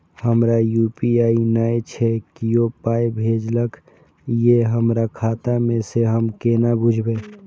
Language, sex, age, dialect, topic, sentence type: Maithili, male, 18-24, Eastern / Thethi, banking, question